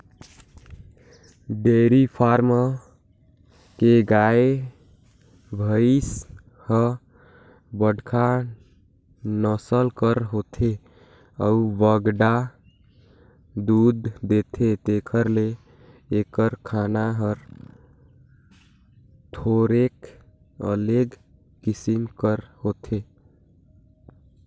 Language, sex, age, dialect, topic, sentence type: Chhattisgarhi, male, 18-24, Northern/Bhandar, agriculture, statement